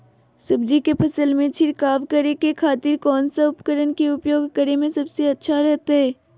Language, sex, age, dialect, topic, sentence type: Magahi, female, 60-100, Southern, agriculture, question